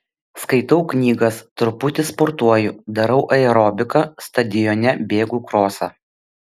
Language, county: Lithuanian, Vilnius